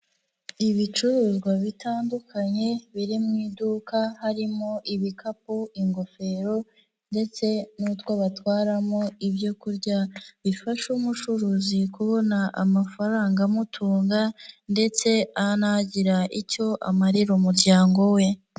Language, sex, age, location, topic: Kinyarwanda, female, 18-24, Nyagatare, finance